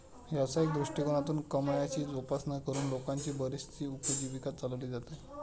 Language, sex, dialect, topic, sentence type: Marathi, male, Standard Marathi, agriculture, statement